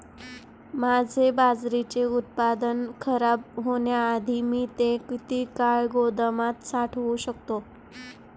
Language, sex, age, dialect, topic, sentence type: Marathi, female, 25-30, Standard Marathi, agriculture, question